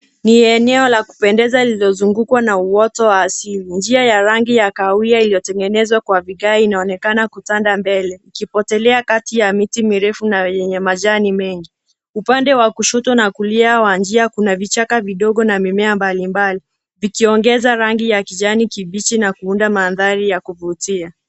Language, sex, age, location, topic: Swahili, female, 18-24, Nairobi, government